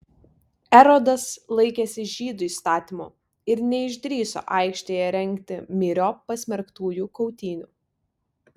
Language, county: Lithuanian, Vilnius